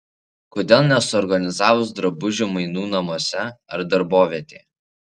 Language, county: Lithuanian, Vilnius